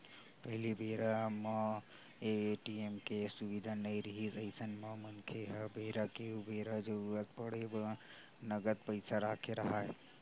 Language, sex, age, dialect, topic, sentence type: Chhattisgarhi, male, 18-24, Western/Budati/Khatahi, banking, statement